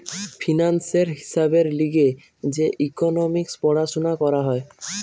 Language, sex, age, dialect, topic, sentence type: Bengali, male, 18-24, Western, banking, statement